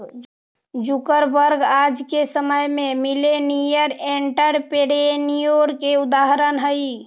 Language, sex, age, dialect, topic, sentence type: Magahi, female, 60-100, Central/Standard, banking, statement